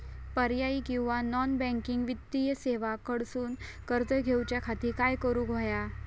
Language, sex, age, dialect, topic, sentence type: Marathi, female, 25-30, Southern Konkan, banking, question